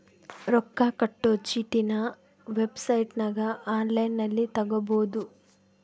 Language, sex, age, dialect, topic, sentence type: Kannada, female, 18-24, Central, banking, statement